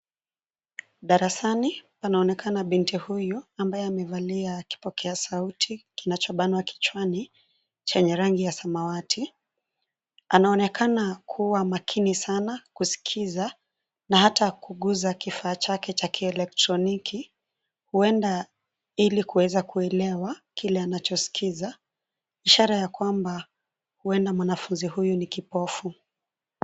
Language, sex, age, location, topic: Swahili, female, 25-35, Nairobi, education